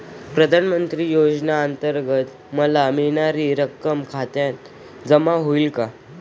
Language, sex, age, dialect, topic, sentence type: Marathi, male, 18-24, Standard Marathi, banking, question